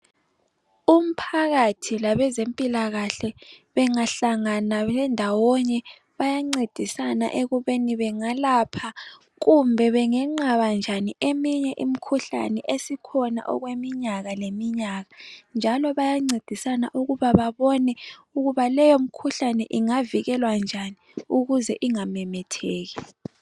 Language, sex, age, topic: North Ndebele, female, 25-35, health